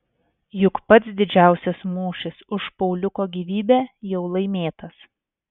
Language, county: Lithuanian, Vilnius